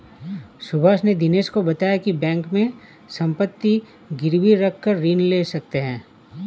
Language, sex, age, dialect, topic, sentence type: Hindi, male, 31-35, Awadhi Bundeli, banking, statement